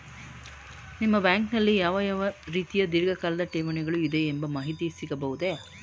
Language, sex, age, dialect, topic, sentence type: Kannada, female, 36-40, Mysore Kannada, banking, question